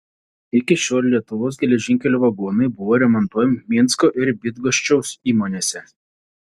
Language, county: Lithuanian, Panevėžys